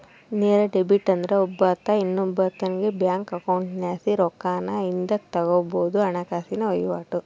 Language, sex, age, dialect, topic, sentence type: Kannada, male, 41-45, Central, banking, statement